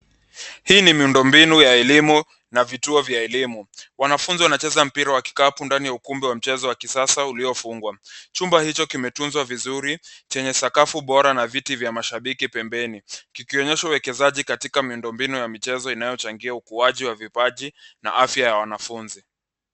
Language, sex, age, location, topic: Swahili, male, 25-35, Nairobi, education